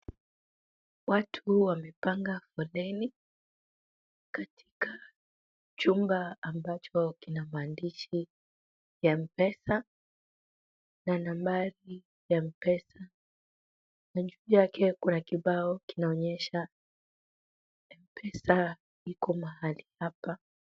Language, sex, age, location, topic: Swahili, female, 25-35, Kisumu, finance